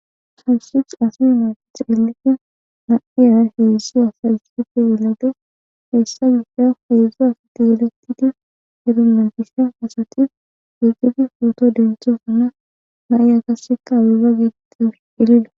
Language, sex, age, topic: Gamo, female, 18-24, government